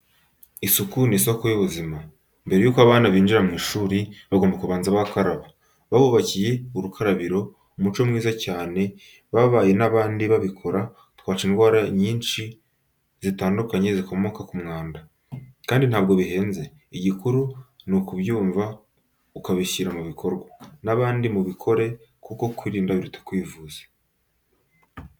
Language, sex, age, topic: Kinyarwanda, male, 18-24, education